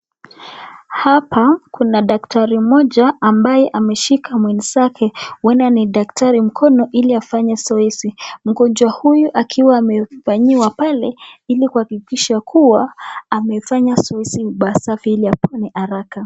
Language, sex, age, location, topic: Swahili, female, 25-35, Nakuru, health